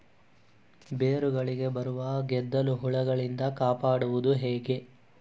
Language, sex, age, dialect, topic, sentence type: Kannada, male, 41-45, Coastal/Dakshin, agriculture, question